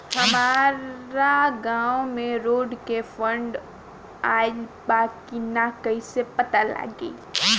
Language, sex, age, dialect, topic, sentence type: Bhojpuri, female, 18-24, Northern, banking, question